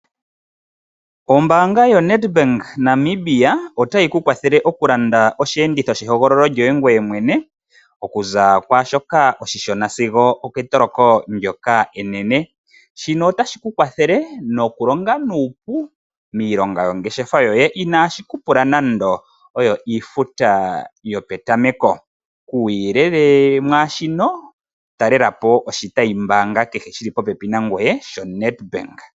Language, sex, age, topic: Oshiwambo, male, 25-35, finance